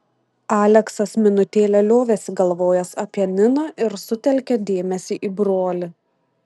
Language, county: Lithuanian, Šiauliai